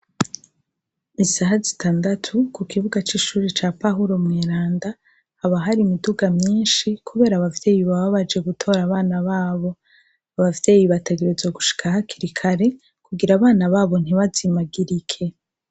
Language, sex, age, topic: Rundi, female, 25-35, education